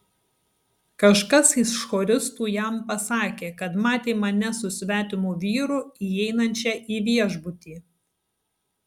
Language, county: Lithuanian, Tauragė